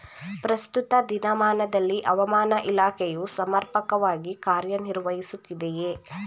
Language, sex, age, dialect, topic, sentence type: Kannada, female, 18-24, Mysore Kannada, agriculture, question